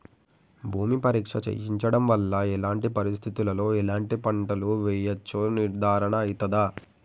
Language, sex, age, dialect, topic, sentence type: Telugu, male, 18-24, Telangana, agriculture, question